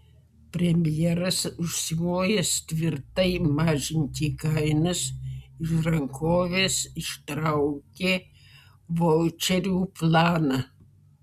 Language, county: Lithuanian, Vilnius